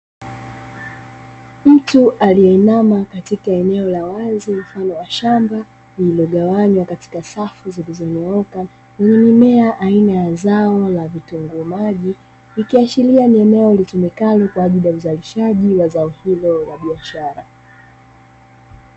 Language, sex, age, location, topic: Swahili, female, 18-24, Dar es Salaam, agriculture